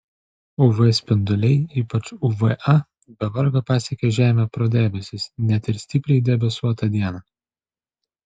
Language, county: Lithuanian, Panevėžys